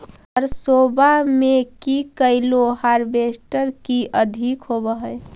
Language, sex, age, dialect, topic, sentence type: Magahi, female, 46-50, Central/Standard, agriculture, question